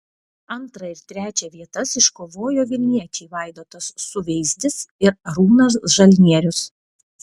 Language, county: Lithuanian, Vilnius